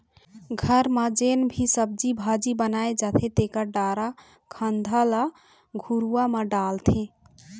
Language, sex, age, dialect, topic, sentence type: Chhattisgarhi, female, 18-24, Eastern, agriculture, statement